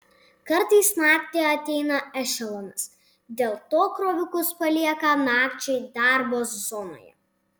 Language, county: Lithuanian, Panevėžys